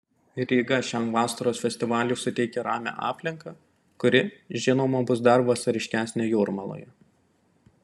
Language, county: Lithuanian, Panevėžys